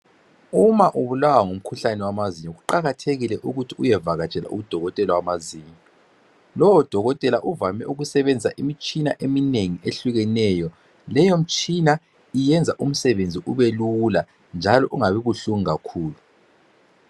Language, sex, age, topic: North Ndebele, male, 36-49, health